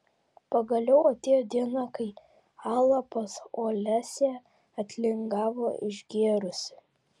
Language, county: Lithuanian, Vilnius